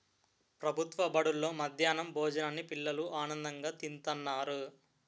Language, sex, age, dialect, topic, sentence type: Telugu, male, 18-24, Utterandhra, agriculture, statement